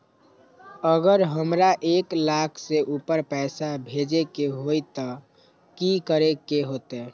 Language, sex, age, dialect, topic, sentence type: Magahi, male, 25-30, Western, banking, question